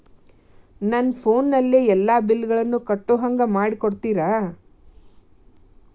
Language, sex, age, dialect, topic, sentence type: Kannada, female, 46-50, Dharwad Kannada, banking, question